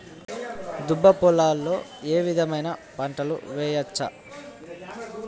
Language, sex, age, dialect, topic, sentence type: Telugu, male, 18-24, Telangana, agriculture, question